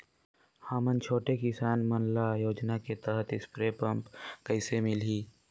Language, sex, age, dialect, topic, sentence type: Chhattisgarhi, male, 46-50, Northern/Bhandar, agriculture, question